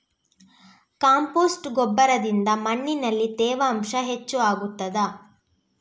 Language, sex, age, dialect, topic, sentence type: Kannada, female, 18-24, Coastal/Dakshin, agriculture, question